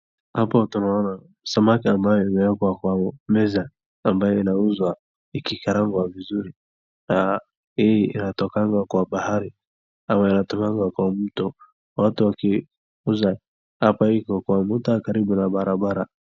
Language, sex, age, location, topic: Swahili, male, 36-49, Wajir, finance